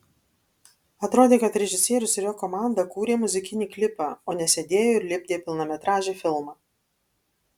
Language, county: Lithuanian, Alytus